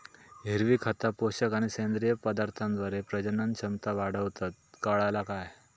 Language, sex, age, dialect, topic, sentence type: Marathi, male, 18-24, Southern Konkan, agriculture, statement